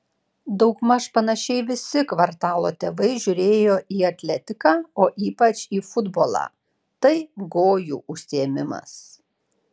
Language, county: Lithuanian, Panevėžys